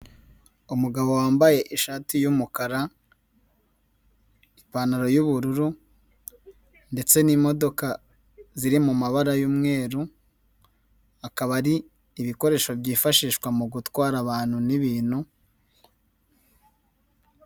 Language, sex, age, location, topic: Kinyarwanda, male, 18-24, Nyagatare, government